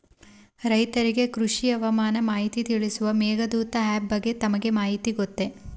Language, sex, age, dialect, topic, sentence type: Kannada, female, 18-24, Mysore Kannada, agriculture, question